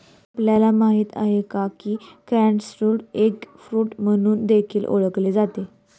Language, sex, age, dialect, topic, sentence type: Marathi, female, 18-24, Standard Marathi, agriculture, statement